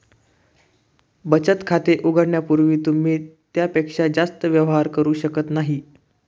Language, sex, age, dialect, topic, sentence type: Marathi, male, 18-24, Northern Konkan, banking, statement